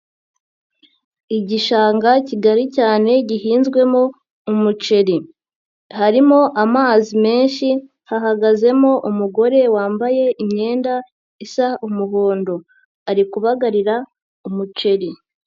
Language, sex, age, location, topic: Kinyarwanda, female, 50+, Nyagatare, agriculture